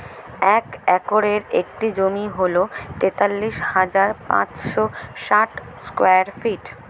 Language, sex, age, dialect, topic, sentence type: Bengali, female, 18-24, Standard Colloquial, agriculture, statement